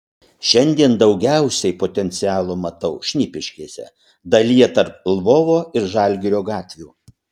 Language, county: Lithuanian, Utena